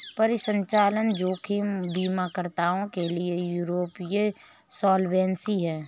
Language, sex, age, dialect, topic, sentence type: Hindi, female, 31-35, Awadhi Bundeli, banking, statement